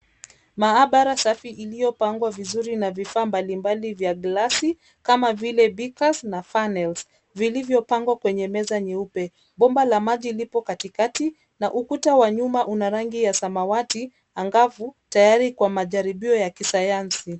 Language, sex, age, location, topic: Swahili, female, 25-35, Nairobi, education